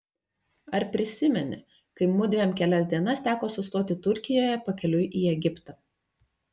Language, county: Lithuanian, Panevėžys